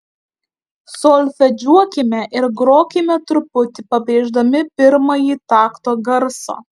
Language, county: Lithuanian, Alytus